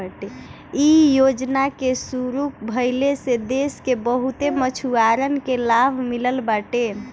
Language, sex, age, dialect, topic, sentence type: Bhojpuri, female, 18-24, Northern, agriculture, statement